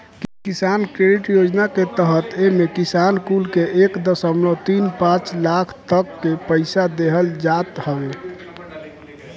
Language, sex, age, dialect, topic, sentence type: Bhojpuri, male, 18-24, Northern, banking, statement